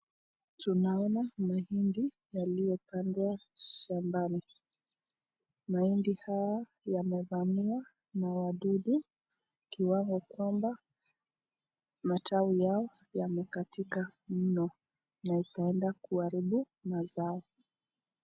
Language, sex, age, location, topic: Swahili, female, 25-35, Nakuru, agriculture